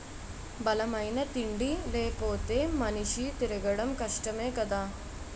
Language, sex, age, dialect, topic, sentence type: Telugu, male, 51-55, Utterandhra, agriculture, statement